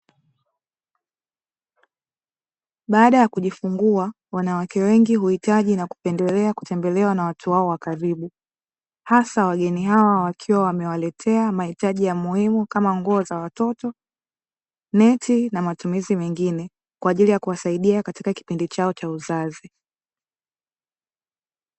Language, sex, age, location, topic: Swahili, female, 18-24, Dar es Salaam, health